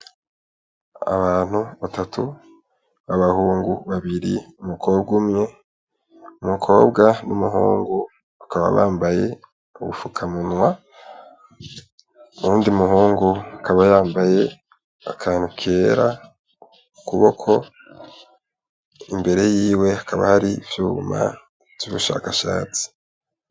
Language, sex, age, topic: Rundi, male, 18-24, education